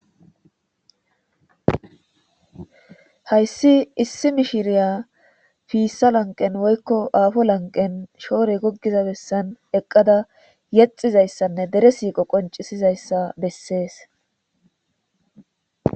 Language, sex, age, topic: Gamo, female, 18-24, government